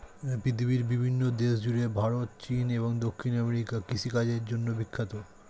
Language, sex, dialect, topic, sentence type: Bengali, male, Standard Colloquial, agriculture, statement